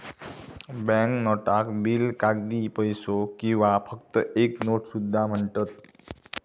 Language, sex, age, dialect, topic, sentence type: Marathi, male, 18-24, Southern Konkan, banking, statement